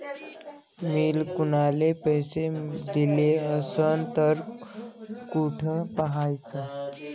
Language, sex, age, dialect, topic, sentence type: Marathi, male, 25-30, Varhadi, banking, question